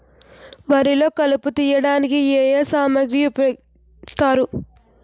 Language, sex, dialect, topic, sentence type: Telugu, female, Utterandhra, agriculture, question